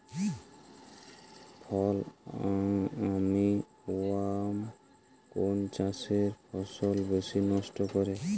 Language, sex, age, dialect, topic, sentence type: Bengali, male, 18-24, Jharkhandi, agriculture, question